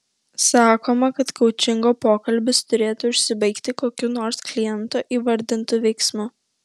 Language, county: Lithuanian, Vilnius